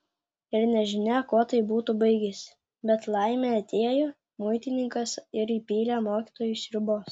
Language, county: Lithuanian, Klaipėda